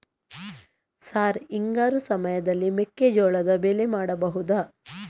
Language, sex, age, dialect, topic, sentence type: Kannada, female, 31-35, Coastal/Dakshin, agriculture, question